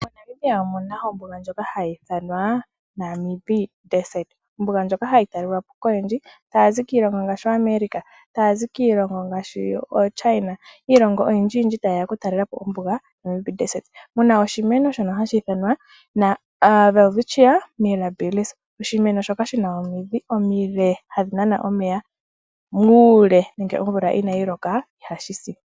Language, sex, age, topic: Oshiwambo, female, 18-24, agriculture